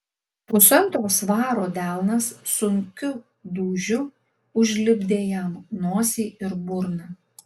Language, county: Lithuanian, Alytus